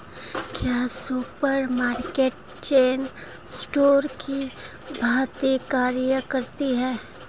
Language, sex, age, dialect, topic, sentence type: Hindi, female, 25-30, Marwari Dhudhari, agriculture, statement